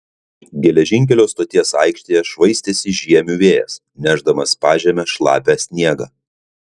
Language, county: Lithuanian, Kaunas